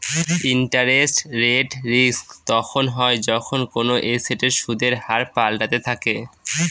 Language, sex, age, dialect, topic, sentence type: Bengali, male, 18-24, Northern/Varendri, banking, statement